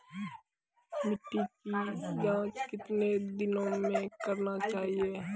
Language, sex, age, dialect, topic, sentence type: Maithili, male, 18-24, Angika, agriculture, question